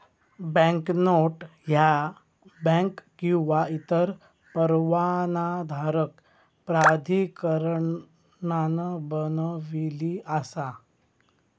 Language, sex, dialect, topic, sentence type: Marathi, male, Southern Konkan, banking, statement